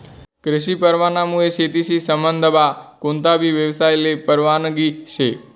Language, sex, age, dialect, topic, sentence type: Marathi, male, 18-24, Northern Konkan, agriculture, statement